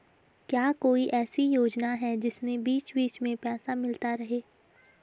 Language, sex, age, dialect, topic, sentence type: Hindi, female, 18-24, Garhwali, banking, question